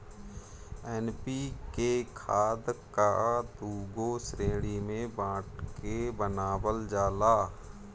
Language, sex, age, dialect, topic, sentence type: Bhojpuri, male, 31-35, Northern, agriculture, statement